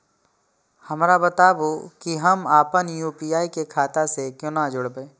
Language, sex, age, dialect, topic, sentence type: Maithili, male, 25-30, Eastern / Thethi, banking, question